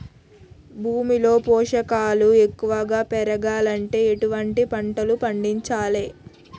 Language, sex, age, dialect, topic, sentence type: Telugu, female, 36-40, Telangana, agriculture, question